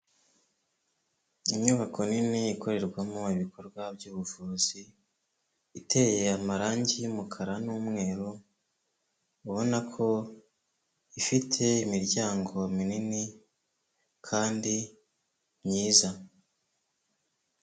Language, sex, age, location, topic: Kinyarwanda, male, 25-35, Kigali, health